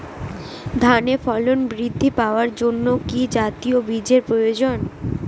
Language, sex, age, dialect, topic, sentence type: Bengali, female, 18-24, Northern/Varendri, agriculture, question